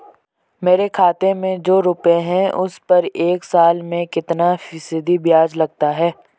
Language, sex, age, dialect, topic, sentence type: Hindi, male, 18-24, Hindustani Malvi Khadi Boli, banking, question